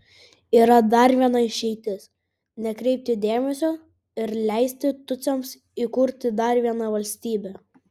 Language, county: Lithuanian, Kaunas